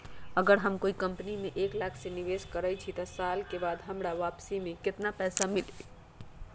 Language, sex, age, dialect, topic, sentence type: Magahi, female, 31-35, Western, banking, question